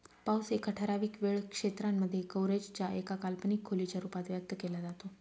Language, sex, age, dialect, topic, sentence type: Marathi, female, 25-30, Northern Konkan, agriculture, statement